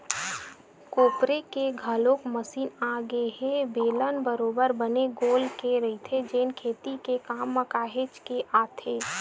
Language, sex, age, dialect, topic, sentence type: Chhattisgarhi, female, 18-24, Western/Budati/Khatahi, agriculture, statement